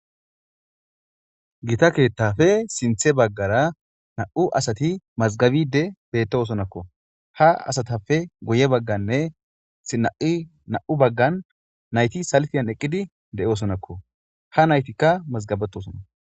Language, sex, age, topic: Gamo, male, 18-24, government